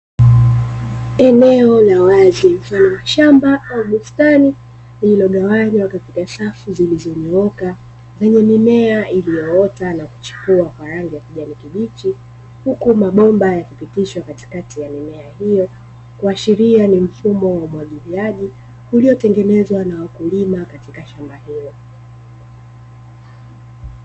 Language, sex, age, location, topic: Swahili, female, 18-24, Dar es Salaam, agriculture